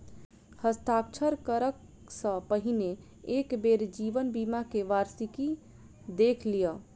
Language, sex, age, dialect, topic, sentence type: Maithili, female, 25-30, Southern/Standard, banking, statement